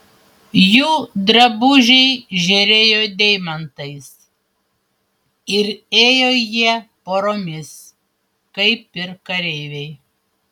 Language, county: Lithuanian, Panevėžys